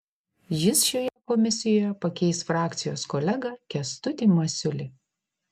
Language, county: Lithuanian, Vilnius